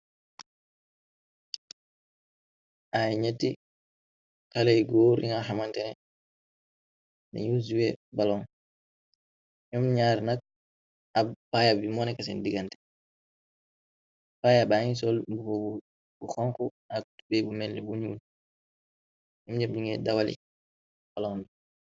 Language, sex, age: Wolof, male, 18-24